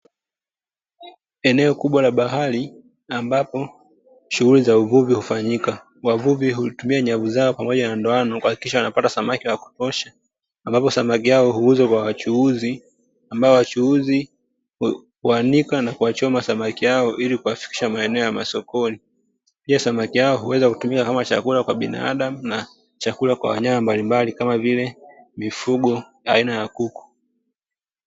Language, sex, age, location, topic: Swahili, female, 18-24, Dar es Salaam, agriculture